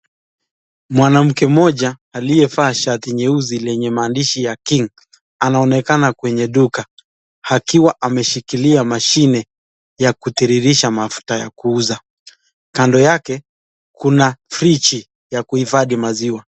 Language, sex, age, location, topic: Swahili, male, 25-35, Nakuru, finance